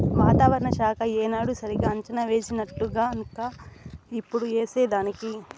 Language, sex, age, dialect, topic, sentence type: Telugu, female, 60-100, Southern, agriculture, statement